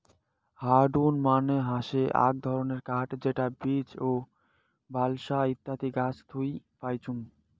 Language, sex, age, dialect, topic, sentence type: Bengali, male, 18-24, Rajbangshi, agriculture, statement